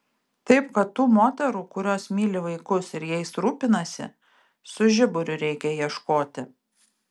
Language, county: Lithuanian, Kaunas